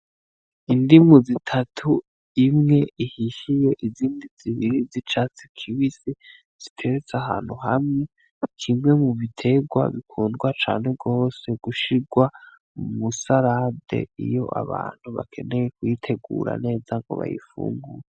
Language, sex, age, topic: Rundi, male, 18-24, agriculture